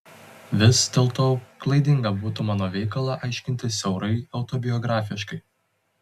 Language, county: Lithuanian, Telšiai